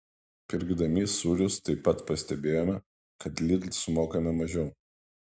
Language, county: Lithuanian, Vilnius